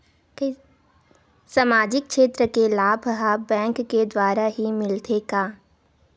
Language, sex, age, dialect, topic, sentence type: Chhattisgarhi, female, 18-24, Western/Budati/Khatahi, banking, question